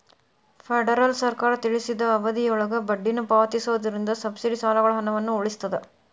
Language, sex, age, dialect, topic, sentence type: Kannada, female, 31-35, Dharwad Kannada, banking, statement